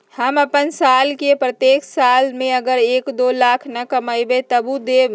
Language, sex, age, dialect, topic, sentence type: Magahi, female, 60-100, Western, banking, question